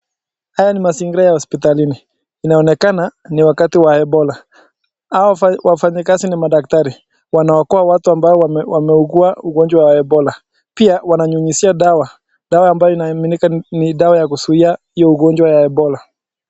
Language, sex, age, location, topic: Swahili, male, 18-24, Nakuru, health